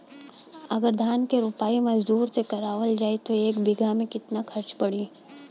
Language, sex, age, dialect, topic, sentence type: Bhojpuri, female, 18-24, Western, agriculture, question